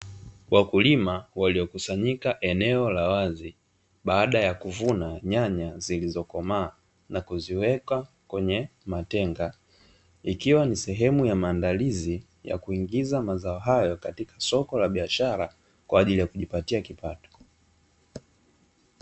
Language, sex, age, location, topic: Swahili, male, 25-35, Dar es Salaam, agriculture